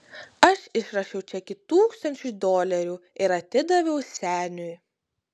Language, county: Lithuanian, Utena